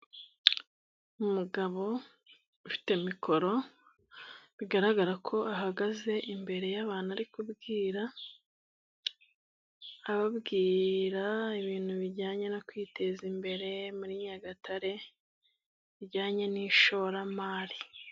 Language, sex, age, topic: Kinyarwanda, female, 25-35, finance